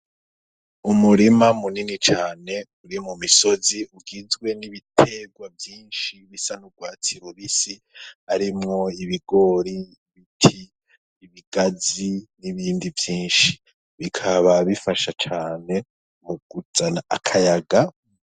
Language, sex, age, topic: Rundi, male, 18-24, agriculture